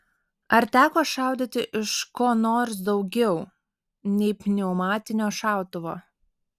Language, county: Lithuanian, Alytus